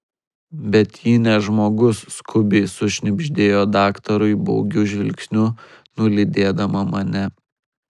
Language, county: Lithuanian, Šiauliai